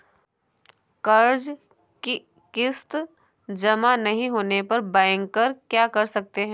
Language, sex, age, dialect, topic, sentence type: Hindi, female, 18-24, Awadhi Bundeli, banking, question